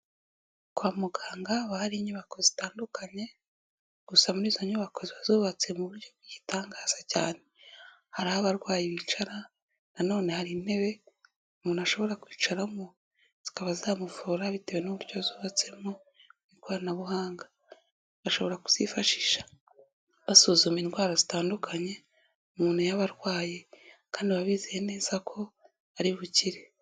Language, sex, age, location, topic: Kinyarwanda, female, 18-24, Kigali, health